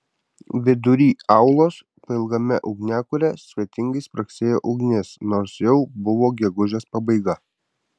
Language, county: Lithuanian, Kaunas